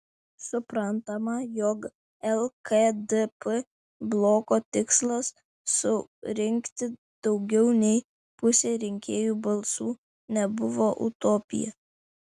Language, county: Lithuanian, Vilnius